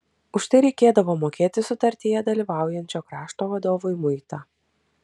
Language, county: Lithuanian, Kaunas